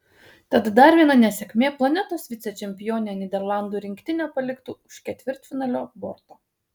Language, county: Lithuanian, Kaunas